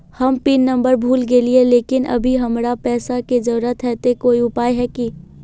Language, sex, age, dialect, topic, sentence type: Magahi, female, 36-40, Northeastern/Surjapuri, banking, question